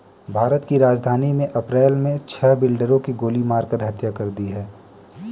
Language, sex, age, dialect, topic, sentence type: Hindi, male, 18-24, Kanauji Braj Bhasha, banking, statement